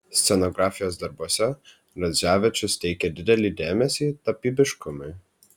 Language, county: Lithuanian, Vilnius